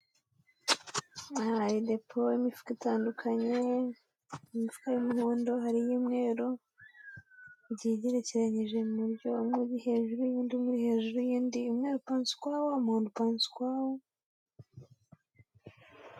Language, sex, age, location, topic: Kinyarwanda, female, 18-24, Kigali, agriculture